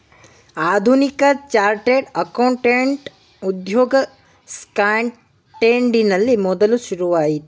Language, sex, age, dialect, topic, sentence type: Kannada, male, 18-24, Mysore Kannada, banking, statement